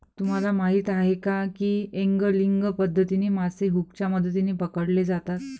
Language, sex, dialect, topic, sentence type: Marathi, female, Varhadi, agriculture, statement